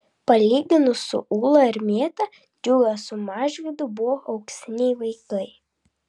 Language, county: Lithuanian, Vilnius